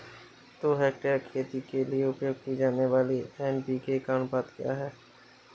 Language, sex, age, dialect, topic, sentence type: Hindi, male, 18-24, Awadhi Bundeli, agriculture, question